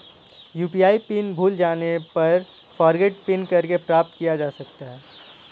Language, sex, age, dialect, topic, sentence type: Hindi, male, 18-24, Kanauji Braj Bhasha, banking, statement